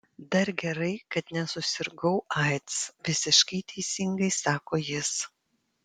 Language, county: Lithuanian, Panevėžys